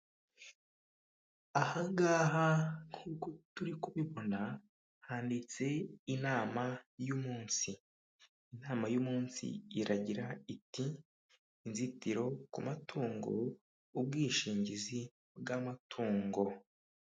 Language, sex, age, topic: Kinyarwanda, male, 25-35, finance